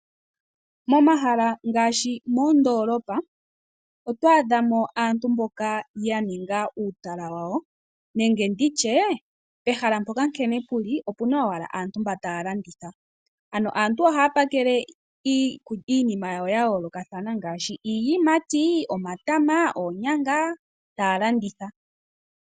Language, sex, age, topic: Oshiwambo, female, 25-35, finance